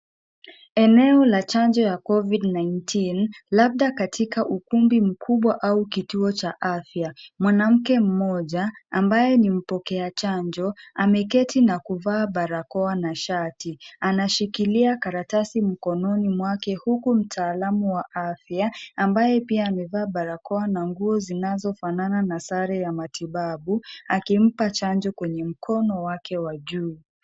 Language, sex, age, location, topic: Swahili, female, 25-35, Kisumu, health